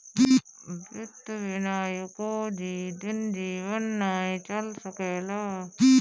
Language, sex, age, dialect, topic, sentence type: Bhojpuri, female, 18-24, Northern, banking, statement